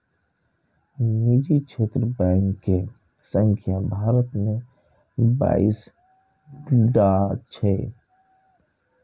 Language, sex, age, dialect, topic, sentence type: Maithili, male, 25-30, Eastern / Thethi, banking, statement